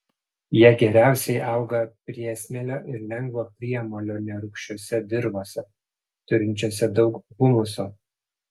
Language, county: Lithuanian, Panevėžys